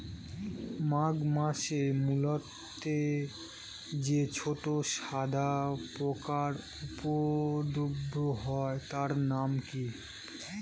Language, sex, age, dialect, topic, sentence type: Bengali, male, 25-30, Standard Colloquial, agriculture, question